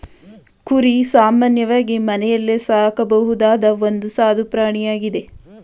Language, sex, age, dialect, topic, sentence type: Kannada, female, 18-24, Mysore Kannada, agriculture, statement